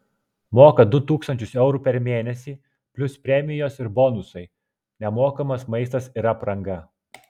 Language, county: Lithuanian, Klaipėda